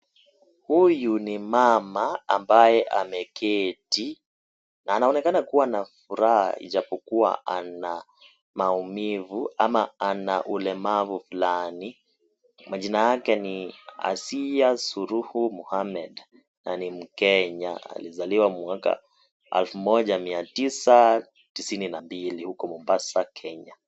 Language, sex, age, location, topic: Swahili, male, 18-24, Kisii, education